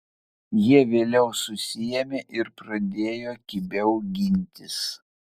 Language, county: Lithuanian, Vilnius